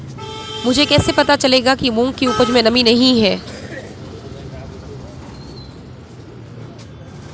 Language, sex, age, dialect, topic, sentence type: Hindi, female, 25-30, Marwari Dhudhari, agriculture, question